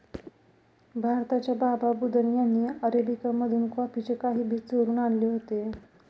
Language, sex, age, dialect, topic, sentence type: Marathi, female, 25-30, Northern Konkan, agriculture, statement